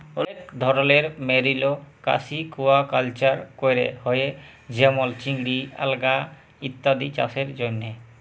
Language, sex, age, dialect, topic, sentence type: Bengali, male, 18-24, Jharkhandi, agriculture, statement